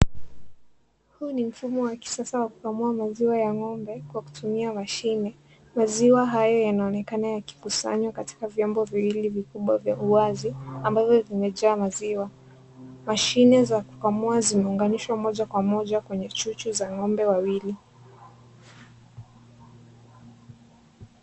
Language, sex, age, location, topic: Swahili, female, 18-24, Kisii, agriculture